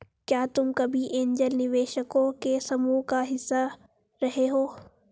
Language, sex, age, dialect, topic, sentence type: Hindi, female, 18-24, Hindustani Malvi Khadi Boli, banking, statement